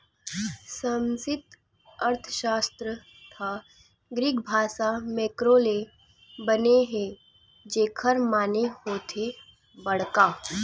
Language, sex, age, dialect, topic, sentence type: Chhattisgarhi, female, 31-35, Western/Budati/Khatahi, banking, statement